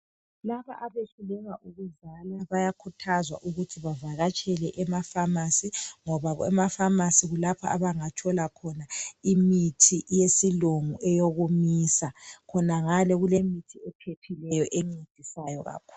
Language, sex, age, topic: North Ndebele, male, 25-35, health